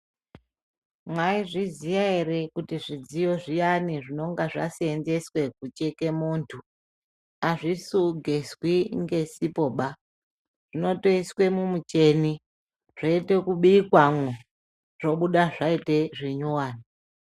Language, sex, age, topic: Ndau, male, 50+, health